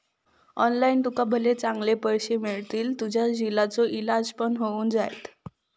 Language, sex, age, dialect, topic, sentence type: Marathi, male, 46-50, Southern Konkan, banking, statement